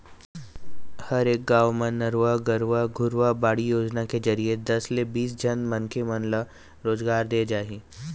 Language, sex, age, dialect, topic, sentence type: Chhattisgarhi, male, 46-50, Eastern, agriculture, statement